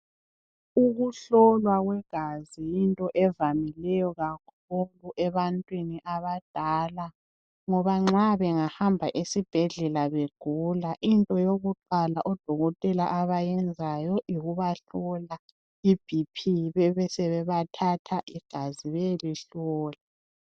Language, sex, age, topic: North Ndebele, female, 25-35, health